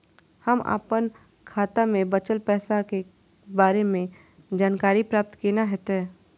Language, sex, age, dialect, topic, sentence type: Maithili, female, 25-30, Eastern / Thethi, banking, question